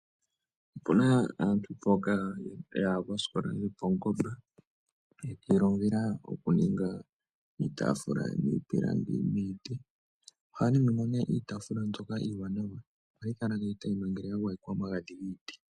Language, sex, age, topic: Oshiwambo, male, 25-35, finance